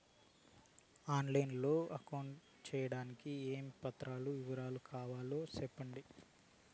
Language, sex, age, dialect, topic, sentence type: Telugu, male, 31-35, Southern, banking, question